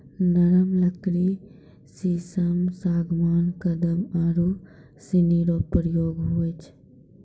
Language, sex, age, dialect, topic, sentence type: Maithili, female, 18-24, Angika, agriculture, statement